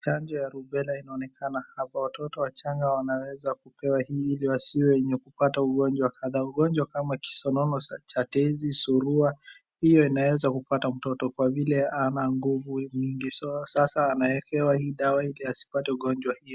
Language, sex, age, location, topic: Swahili, male, 18-24, Wajir, health